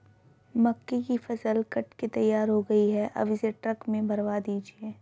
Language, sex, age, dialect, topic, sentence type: Hindi, female, 31-35, Hindustani Malvi Khadi Boli, agriculture, statement